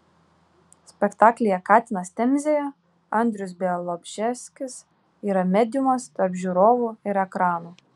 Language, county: Lithuanian, Klaipėda